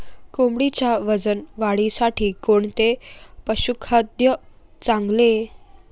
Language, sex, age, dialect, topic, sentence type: Marathi, female, 41-45, Standard Marathi, agriculture, question